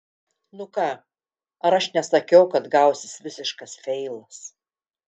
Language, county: Lithuanian, Telšiai